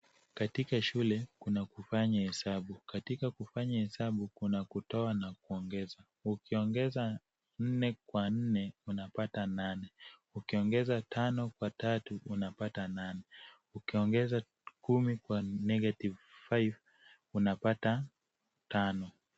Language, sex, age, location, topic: Swahili, male, 25-35, Kisumu, education